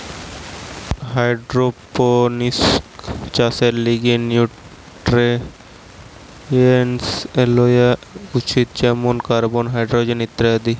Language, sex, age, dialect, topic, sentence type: Bengali, male, 18-24, Western, agriculture, statement